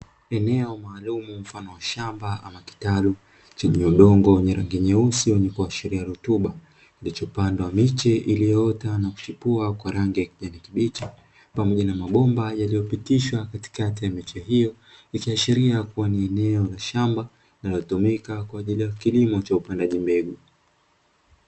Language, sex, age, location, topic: Swahili, male, 25-35, Dar es Salaam, agriculture